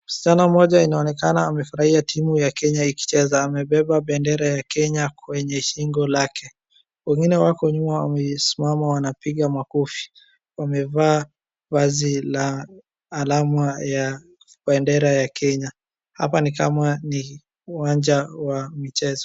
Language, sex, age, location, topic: Swahili, female, 25-35, Wajir, government